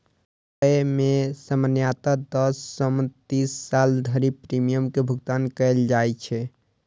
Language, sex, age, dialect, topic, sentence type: Maithili, male, 18-24, Eastern / Thethi, banking, statement